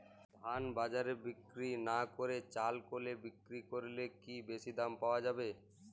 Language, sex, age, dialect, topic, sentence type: Bengali, male, 18-24, Jharkhandi, agriculture, question